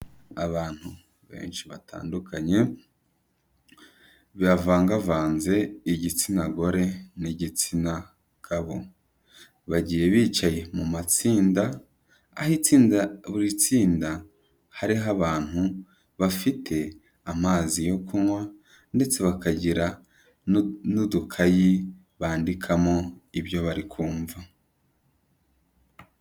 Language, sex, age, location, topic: Kinyarwanda, male, 25-35, Kigali, health